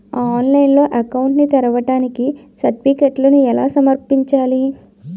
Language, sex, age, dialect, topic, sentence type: Telugu, female, 25-30, Utterandhra, banking, question